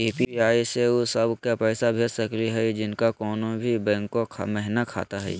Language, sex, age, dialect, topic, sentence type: Magahi, male, 36-40, Southern, banking, question